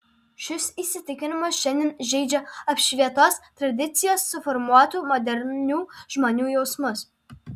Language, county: Lithuanian, Alytus